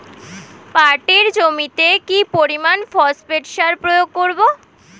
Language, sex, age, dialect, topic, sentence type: Bengali, female, 18-24, Standard Colloquial, agriculture, question